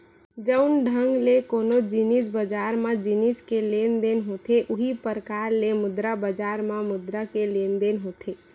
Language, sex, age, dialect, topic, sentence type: Chhattisgarhi, female, 18-24, Western/Budati/Khatahi, banking, statement